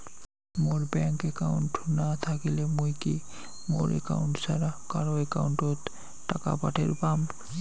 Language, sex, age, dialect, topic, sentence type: Bengali, male, 51-55, Rajbangshi, banking, question